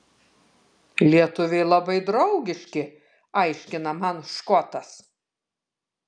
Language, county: Lithuanian, Kaunas